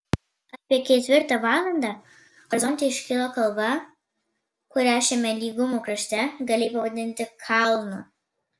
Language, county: Lithuanian, Vilnius